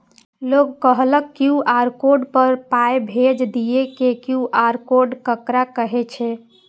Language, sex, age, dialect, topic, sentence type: Maithili, female, 18-24, Eastern / Thethi, banking, question